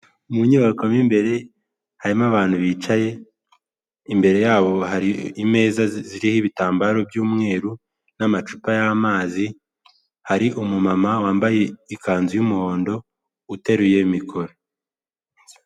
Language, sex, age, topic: Kinyarwanda, male, 18-24, government